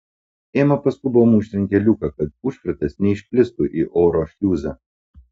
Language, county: Lithuanian, Panevėžys